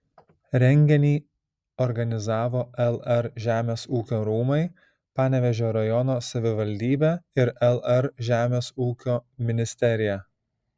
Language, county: Lithuanian, Šiauliai